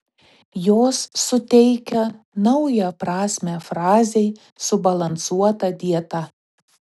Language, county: Lithuanian, Telšiai